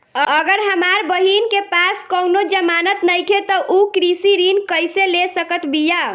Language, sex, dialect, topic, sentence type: Bhojpuri, female, Southern / Standard, agriculture, statement